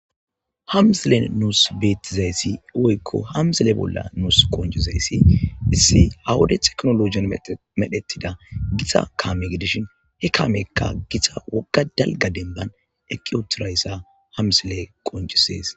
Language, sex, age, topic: Gamo, male, 25-35, agriculture